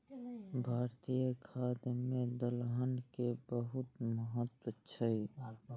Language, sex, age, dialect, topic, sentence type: Maithili, male, 56-60, Eastern / Thethi, agriculture, statement